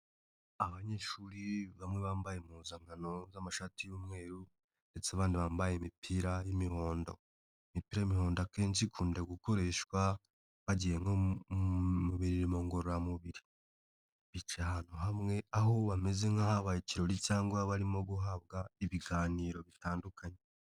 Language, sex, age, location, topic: Kinyarwanda, male, 25-35, Nyagatare, education